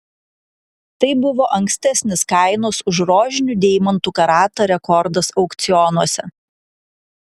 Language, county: Lithuanian, Klaipėda